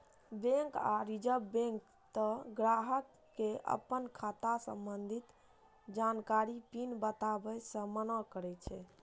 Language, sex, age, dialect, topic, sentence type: Maithili, male, 31-35, Eastern / Thethi, banking, statement